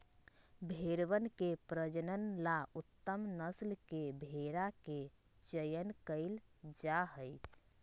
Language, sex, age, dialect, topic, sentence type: Magahi, female, 25-30, Western, agriculture, statement